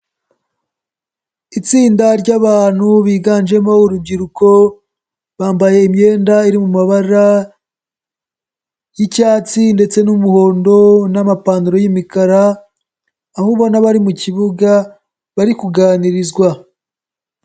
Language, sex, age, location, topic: Kinyarwanda, male, 18-24, Nyagatare, education